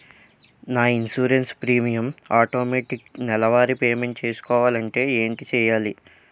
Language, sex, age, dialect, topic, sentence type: Telugu, male, 18-24, Utterandhra, banking, question